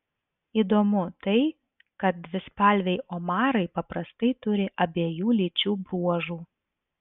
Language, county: Lithuanian, Vilnius